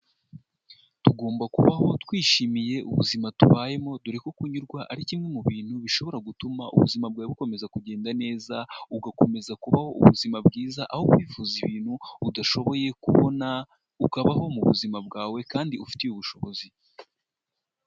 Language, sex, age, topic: Kinyarwanda, male, 18-24, health